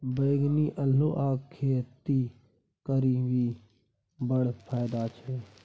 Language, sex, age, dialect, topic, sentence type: Maithili, male, 25-30, Bajjika, agriculture, statement